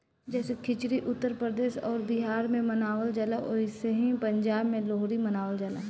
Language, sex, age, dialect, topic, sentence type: Bhojpuri, female, 18-24, Southern / Standard, agriculture, statement